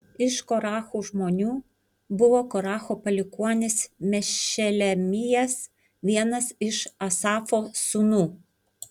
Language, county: Lithuanian, Panevėžys